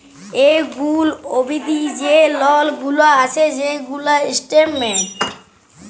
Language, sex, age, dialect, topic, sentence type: Bengali, female, 18-24, Jharkhandi, banking, statement